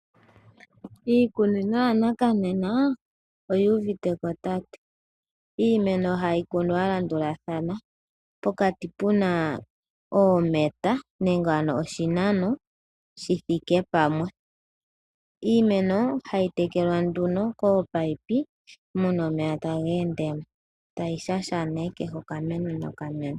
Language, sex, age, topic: Oshiwambo, female, 18-24, agriculture